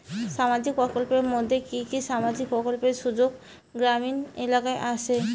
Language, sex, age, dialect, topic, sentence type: Bengali, female, 18-24, Rajbangshi, banking, question